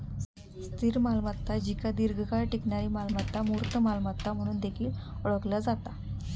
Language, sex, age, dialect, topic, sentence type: Marathi, female, 25-30, Southern Konkan, banking, statement